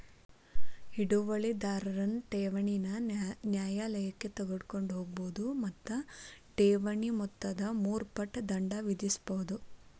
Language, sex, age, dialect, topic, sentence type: Kannada, female, 18-24, Dharwad Kannada, banking, statement